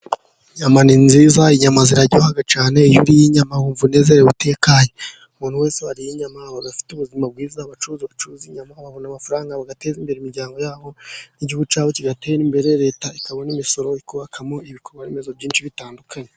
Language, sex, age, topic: Kinyarwanda, male, 36-49, agriculture